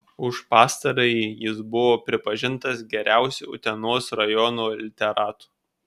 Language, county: Lithuanian, Kaunas